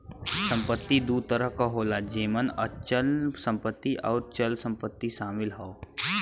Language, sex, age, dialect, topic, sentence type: Bhojpuri, female, 36-40, Western, banking, statement